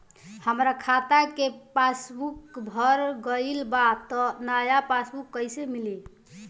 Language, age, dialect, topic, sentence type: Bhojpuri, 18-24, Southern / Standard, banking, question